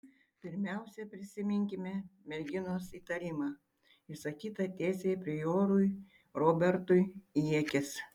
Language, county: Lithuanian, Tauragė